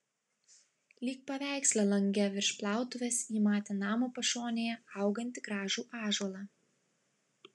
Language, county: Lithuanian, Klaipėda